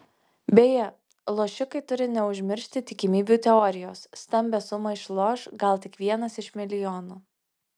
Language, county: Lithuanian, Alytus